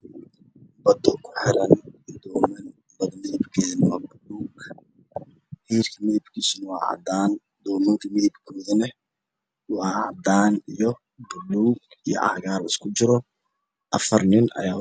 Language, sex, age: Somali, male, 18-24